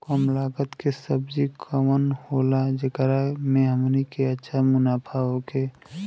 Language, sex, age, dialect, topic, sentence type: Bhojpuri, male, 25-30, Western, agriculture, question